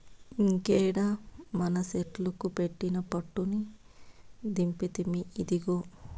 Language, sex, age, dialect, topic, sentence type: Telugu, female, 25-30, Southern, agriculture, statement